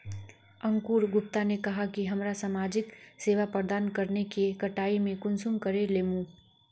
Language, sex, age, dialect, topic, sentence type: Magahi, female, 41-45, Northeastern/Surjapuri, agriculture, question